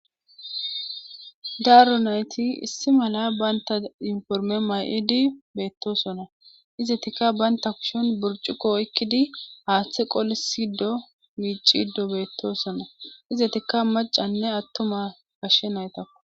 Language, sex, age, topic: Gamo, female, 25-35, government